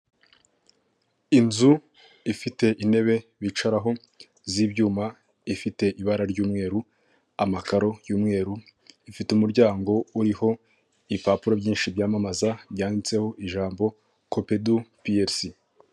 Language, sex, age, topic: Kinyarwanda, male, 18-24, finance